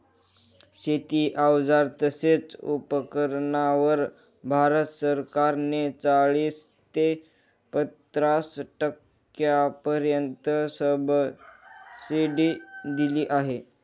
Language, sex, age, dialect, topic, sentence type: Marathi, male, 31-35, Northern Konkan, agriculture, statement